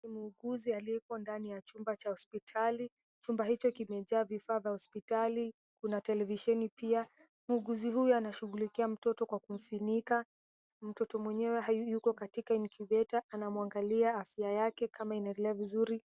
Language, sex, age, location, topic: Swahili, female, 18-24, Mombasa, health